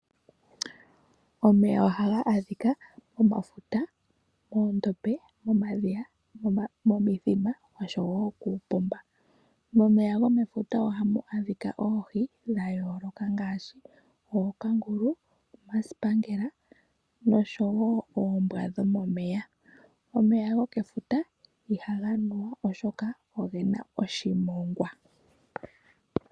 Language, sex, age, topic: Oshiwambo, female, 18-24, agriculture